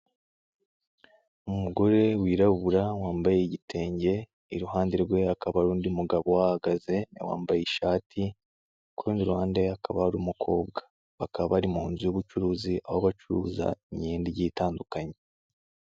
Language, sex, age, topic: Kinyarwanda, male, 18-24, finance